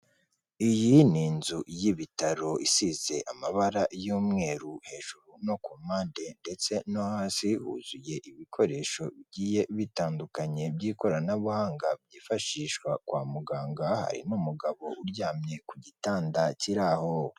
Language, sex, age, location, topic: Kinyarwanda, male, 25-35, Kigali, health